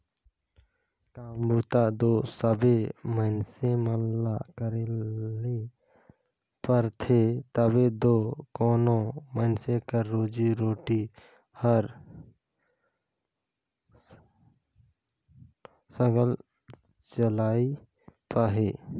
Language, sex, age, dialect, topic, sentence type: Chhattisgarhi, male, 25-30, Northern/Bhandar, agriculture, statement